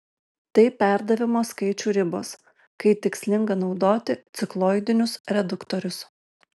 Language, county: Lithuanian, Alytus